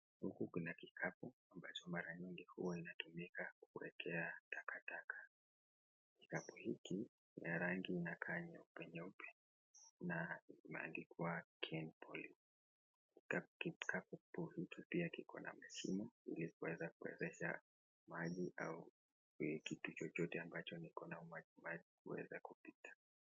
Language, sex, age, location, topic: Swahili, male, 18-24, Kisii, government